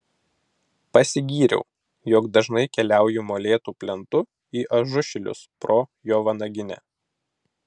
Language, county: Lithuanian, Vilnius